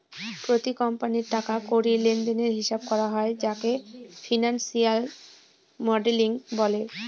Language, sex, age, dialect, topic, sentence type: Bengali, female, 18-24, Northern/Varendri, banking, statement